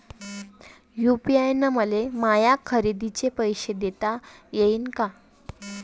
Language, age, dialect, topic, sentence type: Marathi, 18-24, Varhadi, banking, question